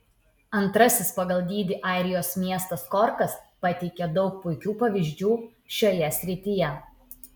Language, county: Lithuanian, Utena